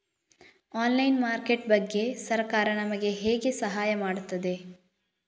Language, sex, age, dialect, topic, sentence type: Kannada, female, 36-40, Coastal/Dakshin, agriculture, question